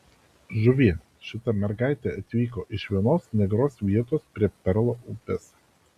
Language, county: Lithuanian, Vilnius